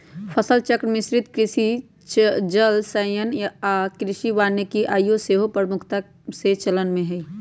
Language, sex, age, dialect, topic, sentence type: Magahi, male, 31-35, Western, agriculture, statement